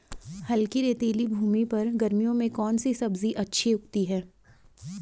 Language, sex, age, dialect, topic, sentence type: Hindi, female, 25-30, Garhwali, agriculture, question